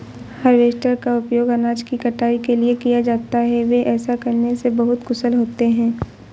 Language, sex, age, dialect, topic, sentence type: Hindi, female, 18-24, Awadhi Bundeli, agriculture, statement